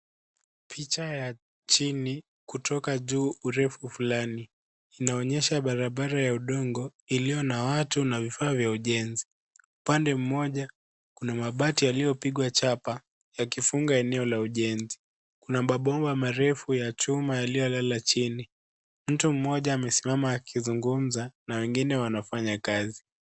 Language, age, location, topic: Swahili, 36-49, Nairobi, government